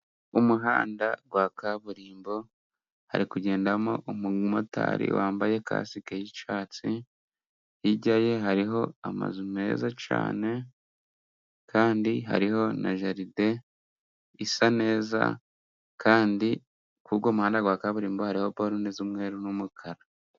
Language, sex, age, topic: Kinyarwanda, male, 25-35, government